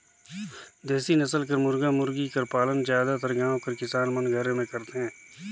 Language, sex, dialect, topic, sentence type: Chhattisgarhi, male, Northern/Bhandar, agriculture, statement